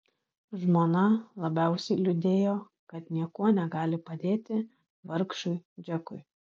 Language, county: Lithuanian, Alytus